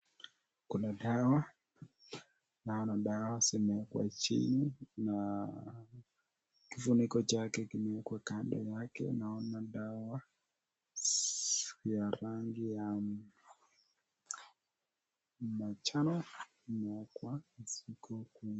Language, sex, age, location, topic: Swahili, male, 18-24, Nakuru, health